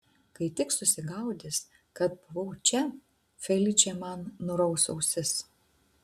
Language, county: Lithuanian, Utena